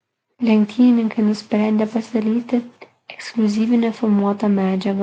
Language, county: Lithuanian, Kaunas